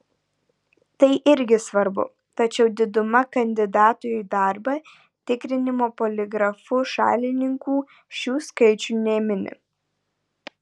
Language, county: Lithuanian, Vilnius